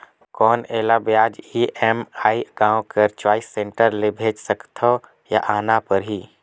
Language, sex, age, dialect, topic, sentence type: Chhattisgarhi, male, 18-24, Northern/Bhandar, banking, question